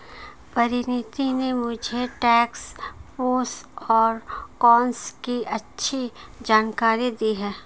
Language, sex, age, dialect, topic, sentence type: Hindi, female, 25-30, Marwari Dhudhari, banking, statement